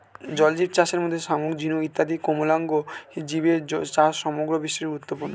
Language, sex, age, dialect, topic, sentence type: Bengali, male, 18-24, Standard Colloquial, agriculture, statement